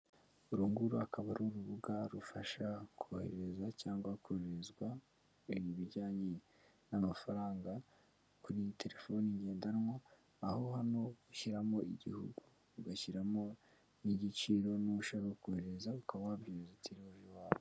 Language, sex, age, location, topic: Kinyarwanda, female, 18-24, Kigali, finance